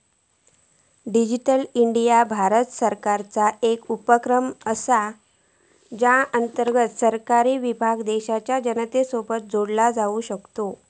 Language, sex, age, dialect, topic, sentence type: Marathi, female, 41-45, Southern Konkan, banking, statement